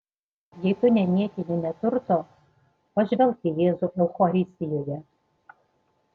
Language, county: Lithuanian, Panevėžys